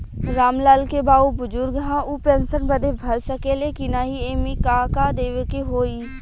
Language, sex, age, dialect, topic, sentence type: Bhojpuri, female, 18-24, Western, banking, question